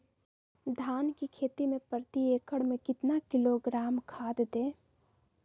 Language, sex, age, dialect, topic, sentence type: Magahi, female, 18-24, Southern, agriculture, question